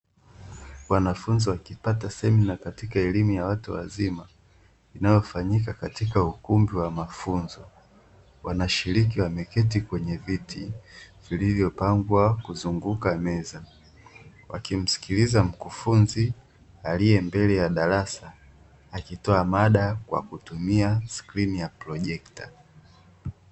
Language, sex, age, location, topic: Swahili, male, 18-24, Dar es Salaam, education